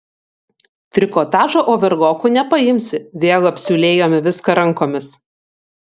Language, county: Lithuanian, Vilnius